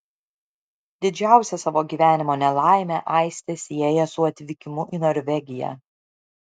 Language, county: Lithuanian, Šiauliai